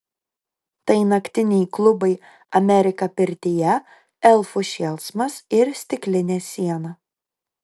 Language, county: Lithuanian, Kaunas